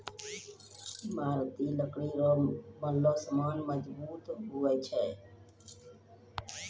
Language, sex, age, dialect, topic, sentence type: Maithili, female, 36-40, Angika, agriculture, statement